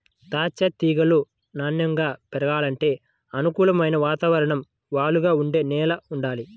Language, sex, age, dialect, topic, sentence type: Telugu, male, 25-30, Central/Coastal, agriculture, statement